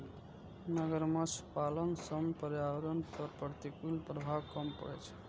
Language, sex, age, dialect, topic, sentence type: Maithili, male, 25-30, Eastern / Thethi, agriculture, statement